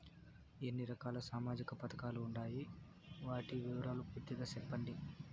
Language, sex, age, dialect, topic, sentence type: Telugu, male, 18-24, Southern, banking, question